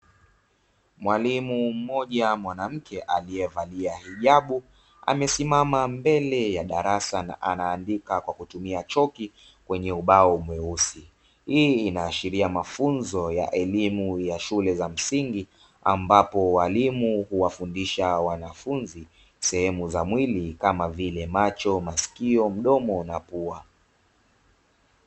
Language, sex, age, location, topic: Swahili, male, 25-35, Dar es Salaam, education